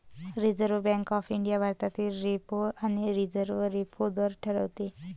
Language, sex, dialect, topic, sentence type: Marathi, female, Varhadi, banking, statement